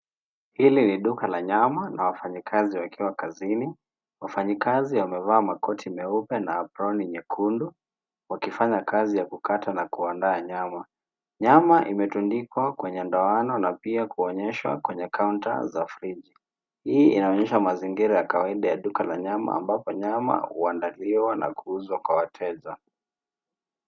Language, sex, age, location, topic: Swahili, male, 18-24, Nairobi, finance